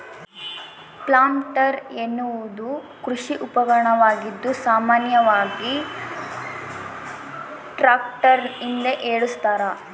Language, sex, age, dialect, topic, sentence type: Kannada, female, 18-24, Central, agriculture, statement